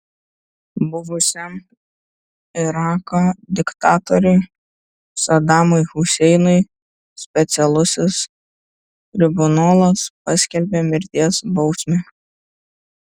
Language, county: Lithuanian, Šiauliai